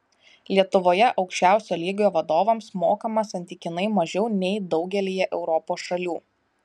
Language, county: Lithuanian, Kaunas